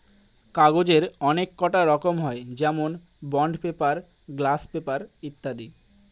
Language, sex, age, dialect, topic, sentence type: Bengali, male, 18-24, Northern/Varendri, agriculture, statement